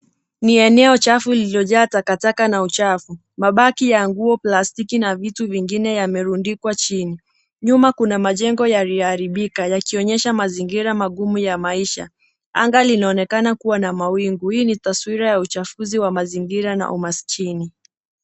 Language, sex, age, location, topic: Swahili, female, 18-24, Nairobi, government